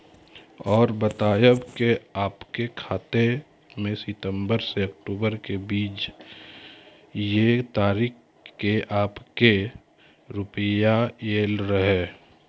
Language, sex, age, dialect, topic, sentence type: Maithili, male, 36-40, Angika, banking, question